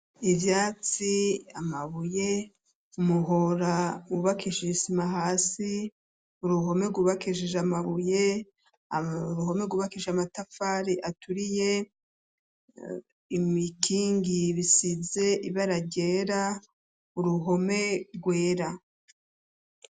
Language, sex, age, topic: Rundi, female, 36-49, education